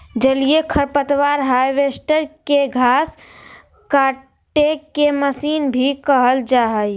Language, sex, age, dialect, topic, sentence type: Magahi, female, 46-50, Southern, agriculture, statement